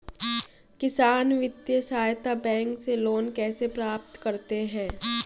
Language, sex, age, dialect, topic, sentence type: Hindi, female, 18-24, Marwari Dhudhari, agriculture, question